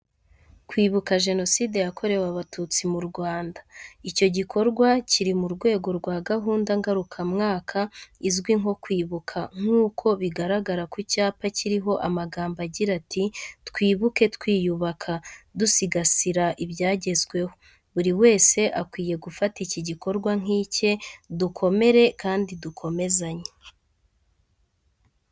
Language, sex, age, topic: Kinyarwanda, female, 25-35, education